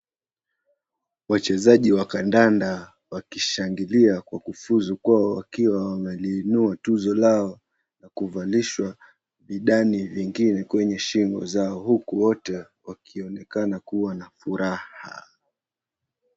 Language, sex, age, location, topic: Swahili, male, 25-35, Mombasa, government